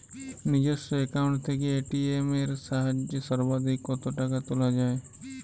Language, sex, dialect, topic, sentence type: Bengali, male, Jharkhandi, banking, question